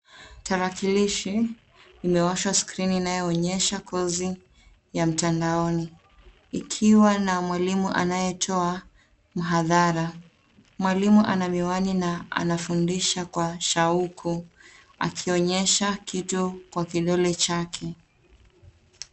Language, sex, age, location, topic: Swahili, female, 18-24, Nairobi, education